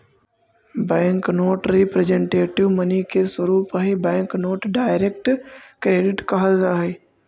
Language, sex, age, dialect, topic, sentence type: Magahi, male, 46-50, Central/Standard, banking, statement